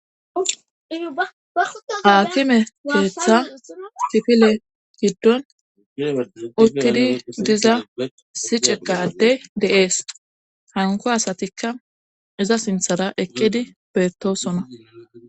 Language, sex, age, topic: Gamo, female, 25-35, government